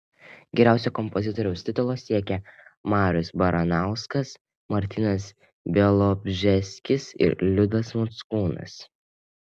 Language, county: Lithuanian, Panevėžys